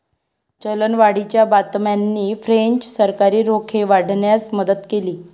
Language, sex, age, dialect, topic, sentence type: Marathi, female, 41-45, Varhadi, banking, statement